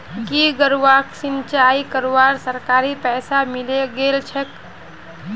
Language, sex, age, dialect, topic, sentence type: Magahi, female, 60-100, Northeastern/Surjapuri, agriculture, statement